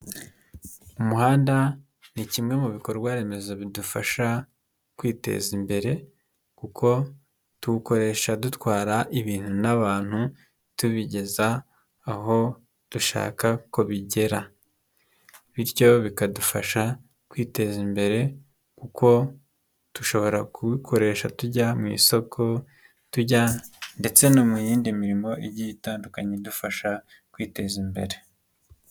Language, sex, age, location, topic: Kinyarwanda, male, 25-35, Nyagatare, government